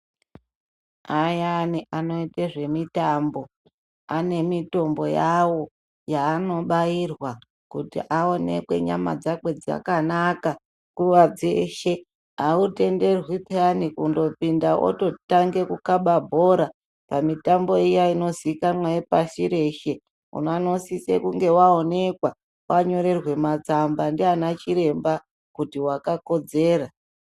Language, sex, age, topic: Ndau, male, 36-49, health